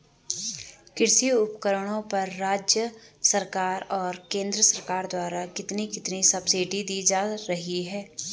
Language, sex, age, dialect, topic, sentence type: Hindi, female, 25-30, Garhwali, agriculture, question